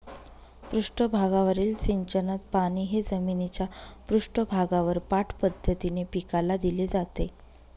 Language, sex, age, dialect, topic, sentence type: Marathi, female, 31-35, Northern Konkan, agriculture, statement